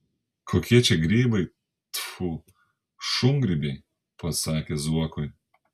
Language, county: Lithuanian, Panevėžys